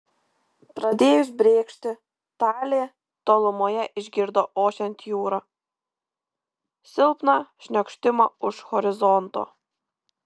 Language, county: Lithuanian, Kaunas